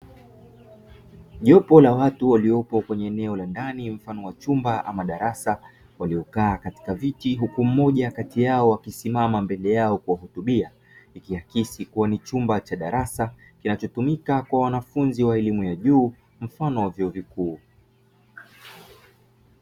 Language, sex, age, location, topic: Swahili, male, 25-35, Dar es Salaam, education